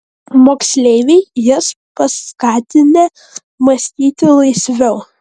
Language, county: Lithuanian, Vilnius